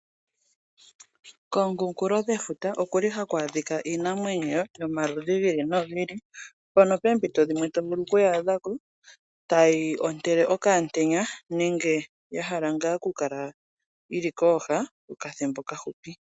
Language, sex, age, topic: Oshiwambo, female, 25-35, agriculture